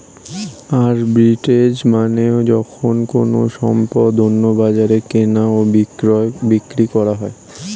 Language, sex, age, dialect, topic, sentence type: Bengali, male, 18-24, Standard Colloquial, banking, statement